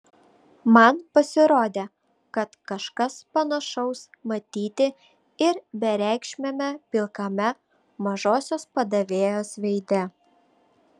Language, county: Lithuanian, Šiauliai